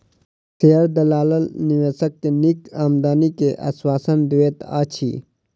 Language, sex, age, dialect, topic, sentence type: Maithili, male, 18-24, Southern/Standard, banking, statement